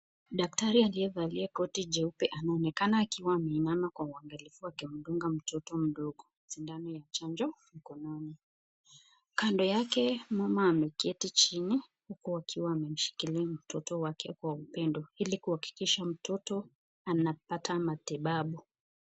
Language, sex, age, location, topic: Swahili, female, 25-35, Nakuru, health